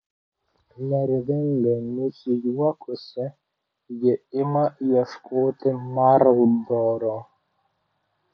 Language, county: Lithuanian, Vilnius